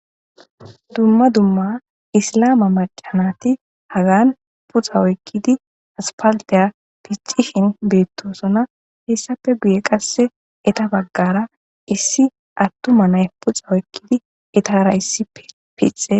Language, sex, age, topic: Gamo, female, 25-35, government